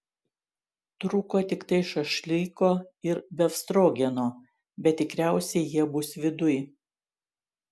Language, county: Lithuanian, Šiauliai